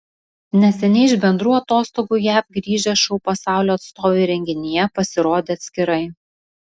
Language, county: Lithuanian, Vilnius